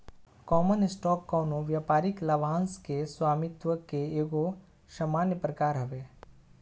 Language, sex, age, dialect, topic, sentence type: Bhojpuri, male, 25-30, Southern / Standard, banking, statement